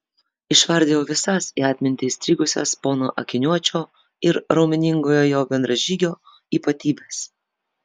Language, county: Lithuanian, Vilnius